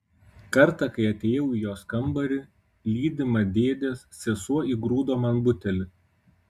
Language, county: Lithuanian, Kaunas